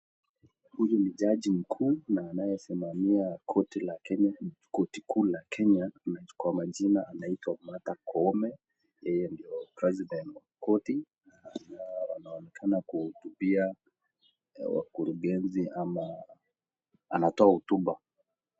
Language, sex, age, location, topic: Swahili, male, 25-35, Nakuru, government